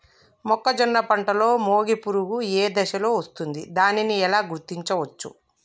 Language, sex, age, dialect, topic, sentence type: Telugu, female, 25-30, Telangana, agriculture, question